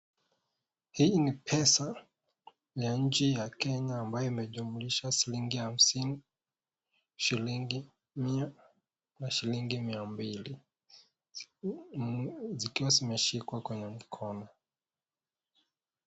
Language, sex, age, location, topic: Swahili, male, 18-24, Nakuru, finance